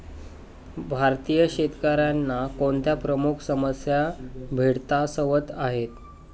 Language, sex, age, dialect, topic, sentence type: Marathi, male, 18-24, Standard Marathi, agriculture, question